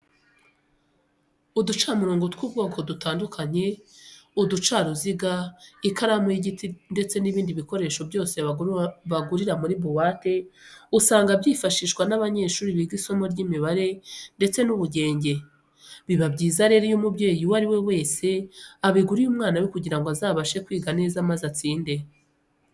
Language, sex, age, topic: Kinyarwanda, female, 25-35, education